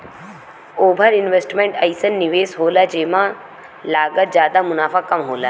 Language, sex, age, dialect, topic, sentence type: Bhojpuri, female, 25-30, Western, banking, statement